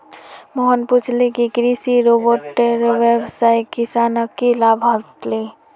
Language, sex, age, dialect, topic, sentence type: Magahi, female, 56-60, Northeastern/Surjapuri, agriculture, statement